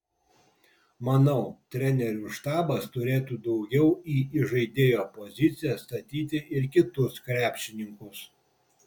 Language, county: Lithuanian, Vilnius